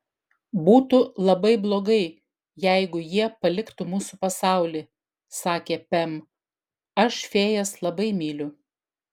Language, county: Lithuanian, Vilnius